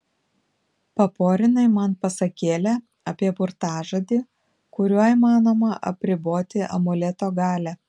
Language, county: Lithuanian, Panevėžys